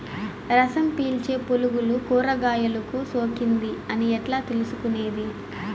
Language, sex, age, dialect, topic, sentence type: Telugu, female, 18-24, Southern, agriculture, question